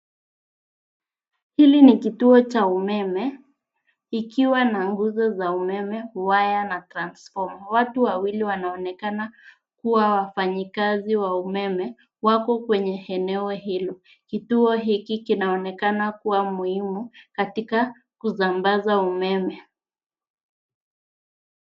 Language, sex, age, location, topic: Swahili, female, 50+, Nairobi, government